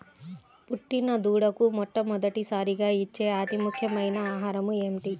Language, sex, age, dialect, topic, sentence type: Telugu, female, 31-35, Central/Coastal, agriculture, question